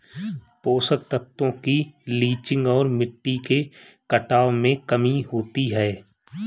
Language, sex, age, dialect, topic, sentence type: Hindi, male, 36-40, Marwari Dhudhari, agriculture, statement